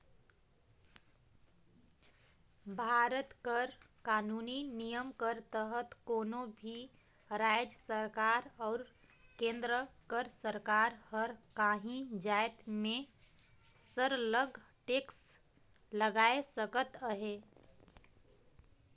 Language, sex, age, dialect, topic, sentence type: Chhattisgarhi, female, 18-24, Northern/Bhandar, banking, statement